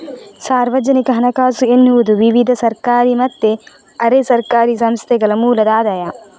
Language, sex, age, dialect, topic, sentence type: Kannada, female, 36-40, Coastal/Dakshin, banking, statement